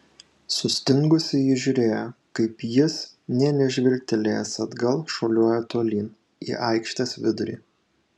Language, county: Lithuanian, Šiauliai